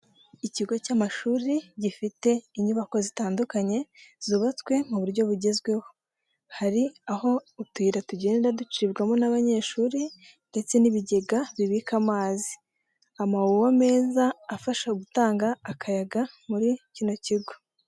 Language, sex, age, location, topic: Kinyarwanda, female, 18-24, Nyagatare, education